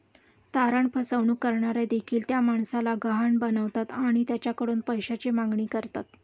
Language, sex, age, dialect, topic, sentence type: Marathi, female, 31-35, Standard Marathi, banking, statement